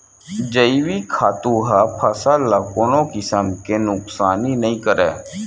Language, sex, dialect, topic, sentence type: Chhattisgarhi, male, Western/Budati/Khatahi, agriculture, statement